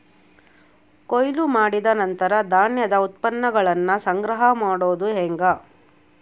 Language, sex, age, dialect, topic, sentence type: Kannada, female, 36-40, Central, agriculture, statement